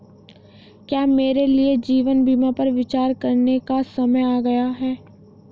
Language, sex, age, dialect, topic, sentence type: Hindi, female, 18-24, Hindustani Malvi Khadi Boli, banking, question